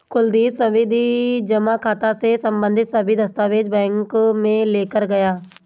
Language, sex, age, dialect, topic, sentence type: Hindi, female, 18-24, Marwari Dhudhari, banking, statement